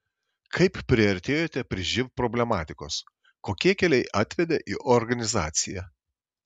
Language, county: Lithuanian, Šiauliai